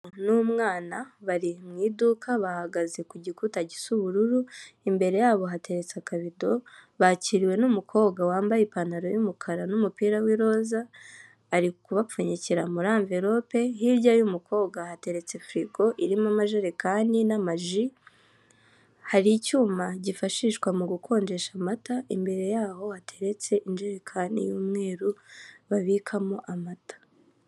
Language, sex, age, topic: Kinyarwanda, female, 18-24, finance